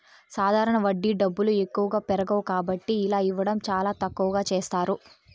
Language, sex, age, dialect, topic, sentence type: Telugu, female, 18-24, Southern, banking, statement